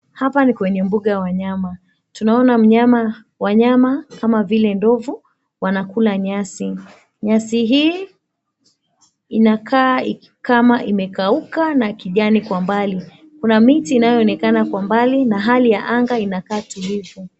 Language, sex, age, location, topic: Swahili, female, 25-35, Mombasa, agriculture